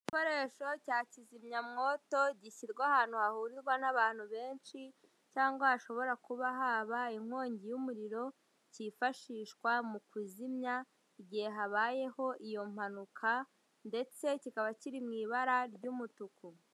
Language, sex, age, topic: Kinyarwanda, female, 18-24, government